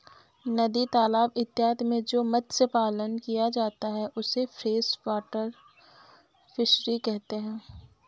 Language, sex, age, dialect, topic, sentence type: Hindi, female, 25-30, Awadhi Bundeli, agriculture, statement